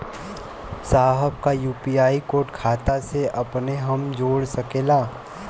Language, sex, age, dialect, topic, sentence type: Bhojpuri, male, 18-24, Western, banking, question